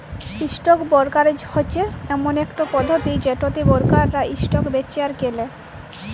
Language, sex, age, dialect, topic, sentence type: Bengali, female, 18-24, Jharkhandi, banking, statement